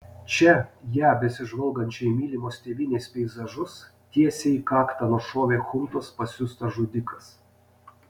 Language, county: Lithuanian, Panevėžys